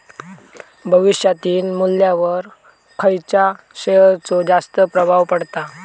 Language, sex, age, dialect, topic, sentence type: Marathi, male, 18-24, Southern Konkan, banking, statement